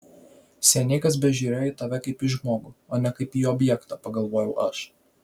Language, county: Lithuanian, Vilnius